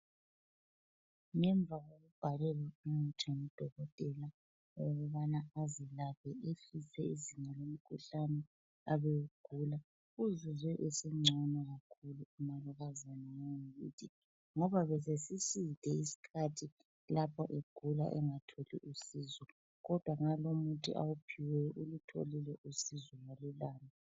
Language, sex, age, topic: North Ndebele, female, 36-49, health